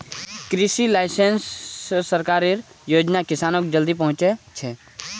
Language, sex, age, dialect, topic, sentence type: Magahi, male, 18-24, Northeastern/Surjapuri, agriculture, statement